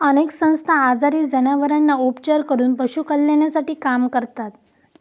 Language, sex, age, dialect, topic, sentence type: Marathi, female, 18-24, Standard Marathi, agriculture, statement